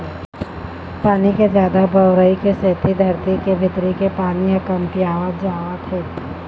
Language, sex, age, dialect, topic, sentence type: Chhattisgarhi, female, 31-35, Eastern, agriculture, statement